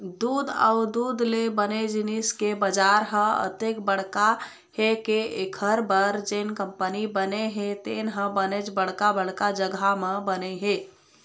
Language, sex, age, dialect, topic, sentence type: Chhattisgarhi, female, 25-30, Eastern, agriculture, statement